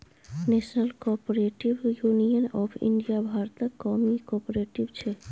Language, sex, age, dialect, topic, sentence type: Maithili, female, 25-30, Bajjika, agriculture, statement